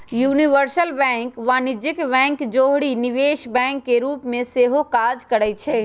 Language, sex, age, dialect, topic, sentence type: Magahi, female, 25-30, Western, banking, statement